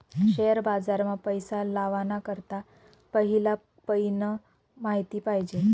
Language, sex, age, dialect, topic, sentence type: Marathi, female, 25-30, Northern Konkan, banking, statement